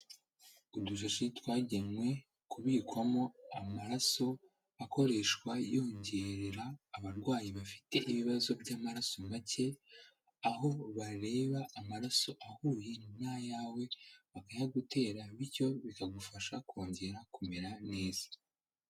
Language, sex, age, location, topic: Kinyarwanda, male, 18-24, Kigali, health